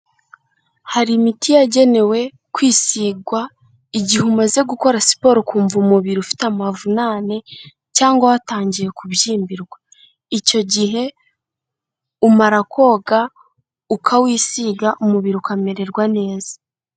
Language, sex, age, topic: Kinyarwanda, female, 18-24, health